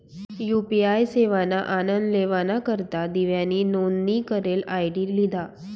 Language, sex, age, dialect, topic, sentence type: Marathi, female, 46-50, Northern Konkan, banking, statement